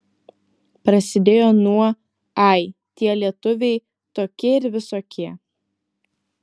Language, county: Lithuanian, Kaunas